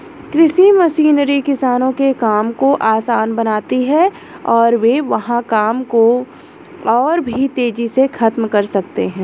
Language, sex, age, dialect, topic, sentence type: Hindi, male, 36-40, Hindustani Malvi Khadi Boli, agriculture, statement